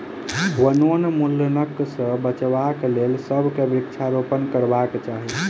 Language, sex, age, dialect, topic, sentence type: Maithili, male, 25-30, Southern/Standard, agriculture, statement